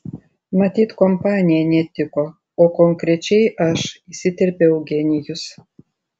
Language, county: Lithuanian, Tauragė